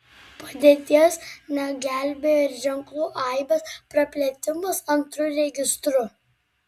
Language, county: Lithuanian, Klaipėda